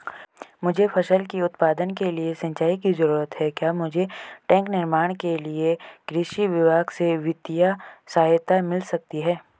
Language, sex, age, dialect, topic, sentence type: Hindi, male, 18-24, Garhwali, agriculture, question